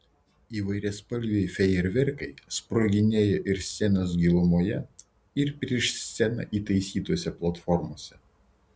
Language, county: Lithuanian, Vilnius